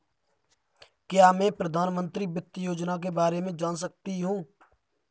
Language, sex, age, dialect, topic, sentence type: Hindi, male, 25-30, Kanauji Braj Bhasha, banking, question